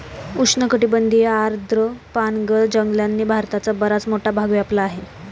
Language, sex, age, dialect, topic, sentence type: Marathi, female, 18-24, Standard Marathi, agriculture, statement